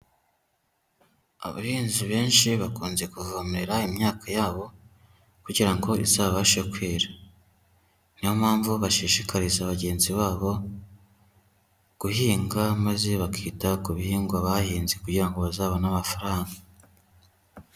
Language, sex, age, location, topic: Kinyarwanda, male, 25-35, Huye, agriculture